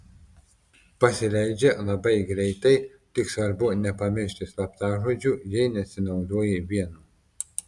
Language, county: Lithuanian, Telšiai